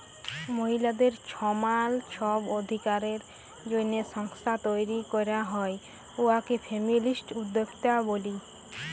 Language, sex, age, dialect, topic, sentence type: Bengali, female, 25-30, Jharkhandi, banking, statement